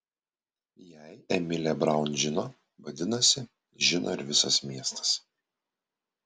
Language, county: Lithuanian, Kaunas